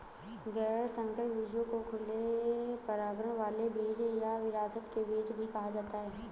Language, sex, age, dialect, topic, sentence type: Hindi, female, 25-30, Awadhi Bundeli, agriculture, statement